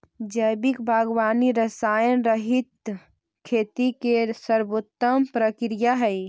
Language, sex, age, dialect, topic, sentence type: Magahi, female, 18-24, Central/Standard, banking, statement